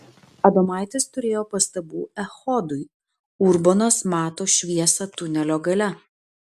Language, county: Lithuanian, Vilnius